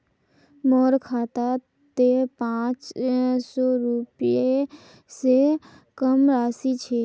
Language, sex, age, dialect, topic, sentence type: Magahi, female, 25-30, Northeastern/Surjapuri, banking, statement